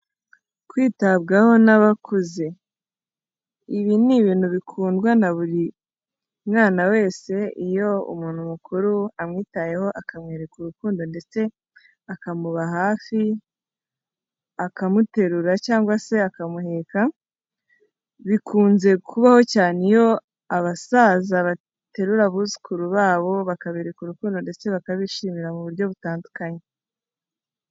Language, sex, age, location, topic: Kinyarwanda, female, 18-24, Kigali, health